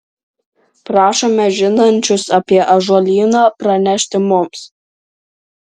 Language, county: Lithuanian, Vilnius